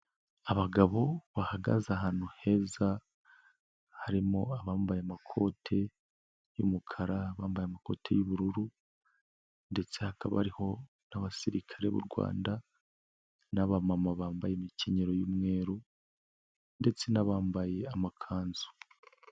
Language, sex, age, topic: Kinyarwanda, male, 25-35, government